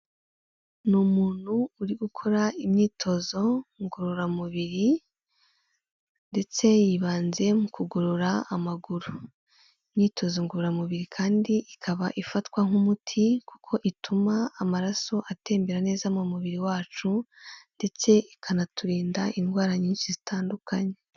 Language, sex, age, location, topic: Kinyarwanda, female, 18-24, Kigali, health